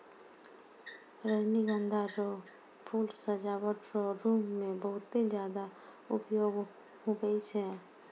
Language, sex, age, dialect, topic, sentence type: Maithili, female, 60-100, Angika, agriculture, statement